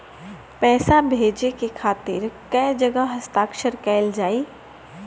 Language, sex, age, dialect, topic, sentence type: Bhojpuri, female, 60-100, Northern, banking, question